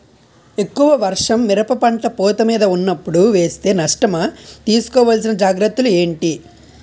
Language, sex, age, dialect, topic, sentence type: Telugu, male, 25-30, Utterandhra, agriculture, question